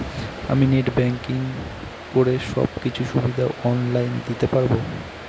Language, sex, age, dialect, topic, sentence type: Bengali, male, 18-24, Northern/Varendri, banking, question